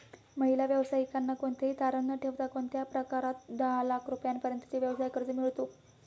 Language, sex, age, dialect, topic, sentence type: Marathi, female, 18-24, Standard Marathi, banking, question